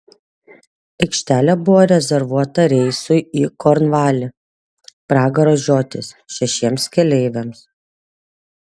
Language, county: Lithuanian, Vilnius